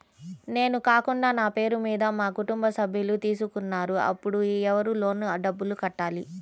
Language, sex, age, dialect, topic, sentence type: Telugu, female, 31-35, Central/Coastal, banking, question